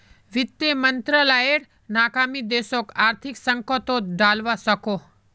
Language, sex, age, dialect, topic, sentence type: Magahi, male, 18-24, Northeastern/Surjapuri, banking, statement